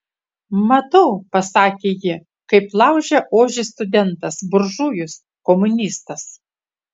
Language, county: Lithuanian, Utena